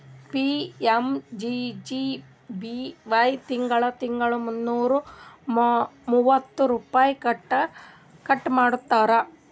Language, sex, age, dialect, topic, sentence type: Kannada, female, 60-100, Northeastern, banking, statement